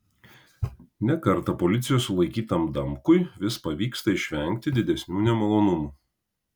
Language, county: Lithuanian, Kaunas